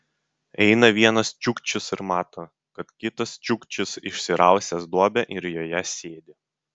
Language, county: Lithuanian, Vilnius